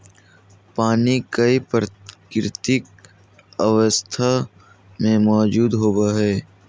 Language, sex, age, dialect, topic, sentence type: Magahi, male, 31-35, Southern, agriculture, statement